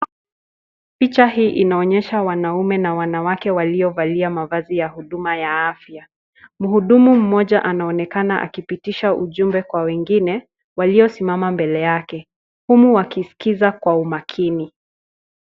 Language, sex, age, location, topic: Swahili, female, 25-35, Nakuru, health